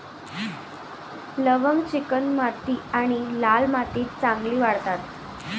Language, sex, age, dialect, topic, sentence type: Marathi, female, 18-24, Varhadi, agriculture, statement